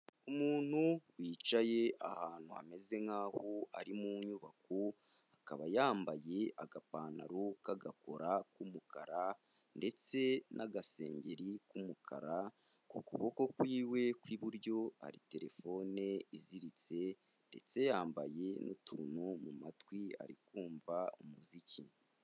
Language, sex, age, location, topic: Kinyarwanda, male, 25-35, Kigali, health